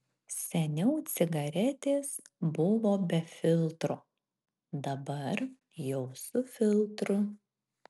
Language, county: Lithuanian, Marijampolė